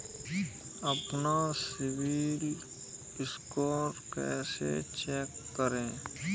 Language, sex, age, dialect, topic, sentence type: Hindi, male, 18-24, Kanauji Braj Bhasha, banking, question